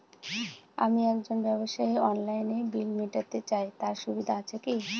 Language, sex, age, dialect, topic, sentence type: Bengali, female, 18-24, Northern/Varendri, banking, question